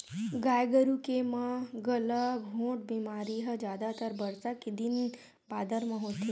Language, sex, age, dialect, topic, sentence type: Chhattisgarhi, male, 25-30, Western/Budati/Khatahi, agriculture, statement